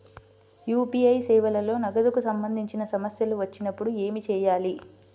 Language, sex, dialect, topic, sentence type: Telugu, female, Central/Coastal, banking, question